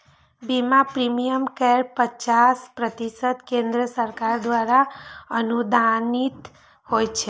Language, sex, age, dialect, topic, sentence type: Maithili, female, 31-35, Eastern / Thethi, agriculture, statement